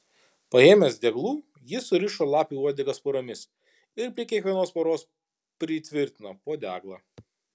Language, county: Lithuanian, Kaunas